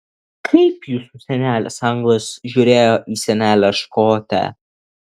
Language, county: Lithuanian, Alytus